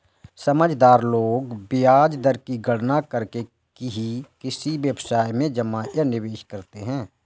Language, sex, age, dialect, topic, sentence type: Hindi, male, 25-30, Awadhi Bundeli, banking, statement